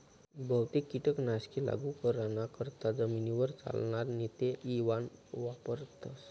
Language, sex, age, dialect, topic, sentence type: Marathi, male, 31-35, Northern Konkan, agriculture, statement